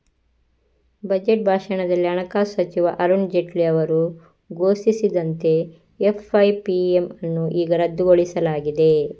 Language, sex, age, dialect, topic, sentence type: Kannada, female, 25-30, Coastal/Dakshin, banking, statement